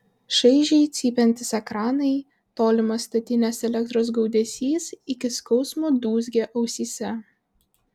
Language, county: Lithuanian, Vilnius